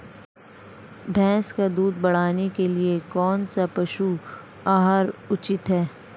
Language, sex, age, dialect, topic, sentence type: Hindi, female, 25-30, Marwari Dhudhari, agriculture, question